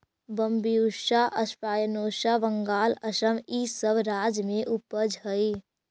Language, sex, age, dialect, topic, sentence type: Magahi, female, 46-50, Central/Standard, banking, statement